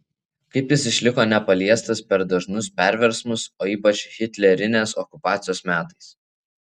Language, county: Lithuanian, Vilnius